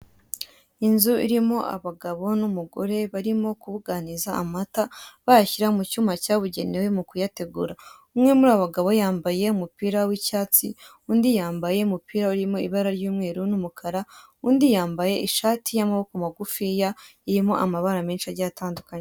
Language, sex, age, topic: Kinyarwanda, female, 18-24, finance